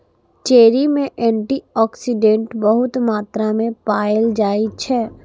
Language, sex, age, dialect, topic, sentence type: Maithili, female, 18-24, Eastern / Thethi, agriculture, statement